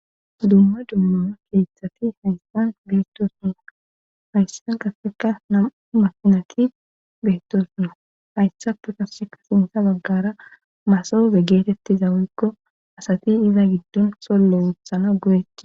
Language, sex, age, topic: Gamo, female, 25-35, government